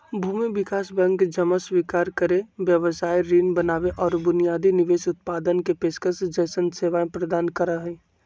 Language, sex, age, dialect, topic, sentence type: Magahi, male, 25-30, Western, banking, statement